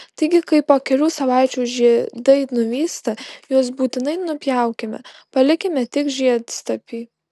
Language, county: Lithuanian, Alytus